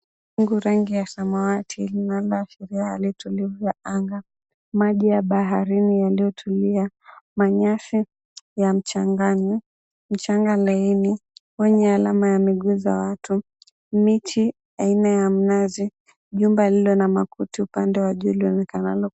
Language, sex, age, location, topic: Swahili, female, 18-24, Mombasa, government